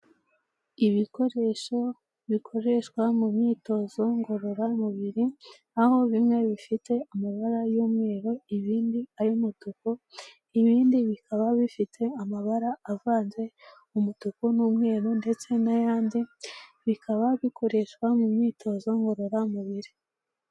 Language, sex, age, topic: Kinyarwanda, female, 18-24, health